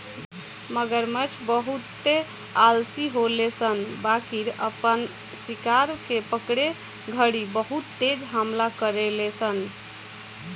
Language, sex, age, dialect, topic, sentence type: Bhojpuri, female, 18-24, Southern / Standard, agriculture, statement